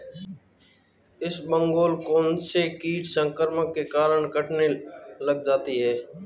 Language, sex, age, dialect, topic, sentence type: Hindi, male, 18-24, Marwari Dhudhari, agriculture, question